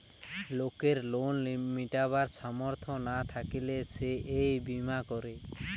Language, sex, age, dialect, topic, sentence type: Bengali, male, 18-24, Western, banking, statement